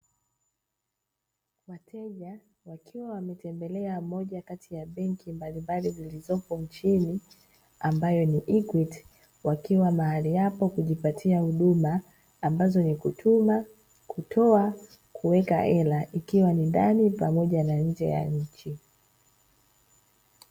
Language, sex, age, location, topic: Swahili, female, 25-35, Dar es Salaam, finance